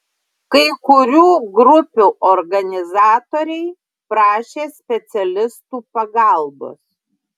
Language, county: Lithuanian, Klaipėda